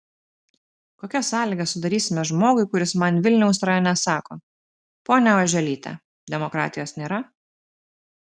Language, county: Lithuanian, Telšiai